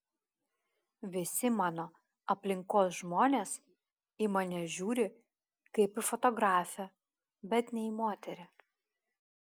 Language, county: Lithuanian, Klaipėda